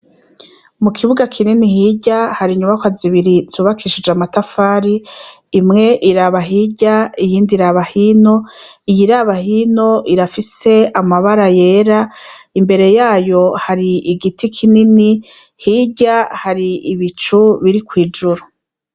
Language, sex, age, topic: Rundi, female, 36-49, education